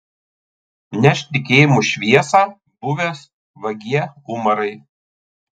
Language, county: Lithuanian, Tauragė